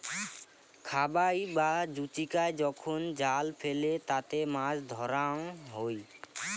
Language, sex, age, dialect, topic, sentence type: Bengali, male, <18, Rajbangshi, agriculture, statement